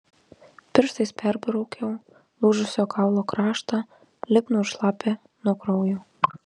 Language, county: Lithuanian, Marijampolė